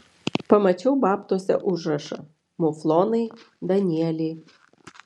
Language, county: Lithuanian, Vilnius